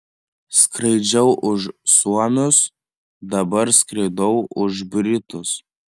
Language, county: Lithuanian, Panevėžys